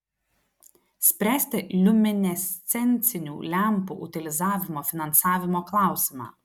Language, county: Lithuanian, Telšiai